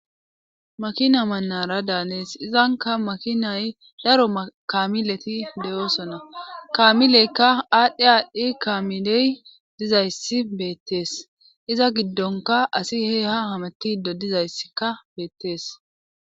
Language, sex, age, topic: Gamo, female, 25-35, government